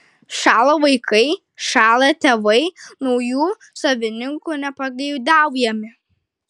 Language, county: Lithuanian, Utena